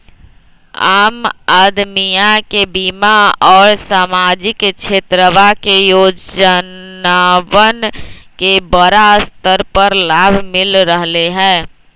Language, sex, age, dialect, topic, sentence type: Magahi, male, 25-30, Western, banking, statement